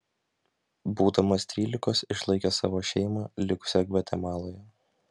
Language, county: Lithuanian, Vilnius